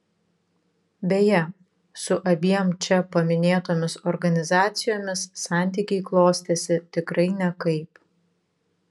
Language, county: Lithuanian, Vilnius